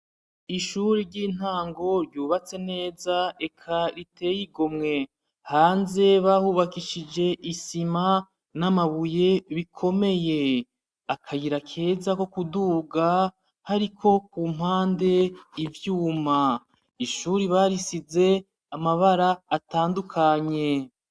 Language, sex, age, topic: Rundi, male, 36-49, education